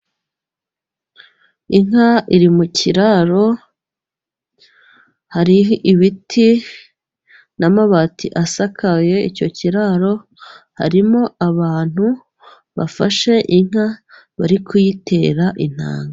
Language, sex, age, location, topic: Kinyarwanda, female, 25-35, Musanze, agriculture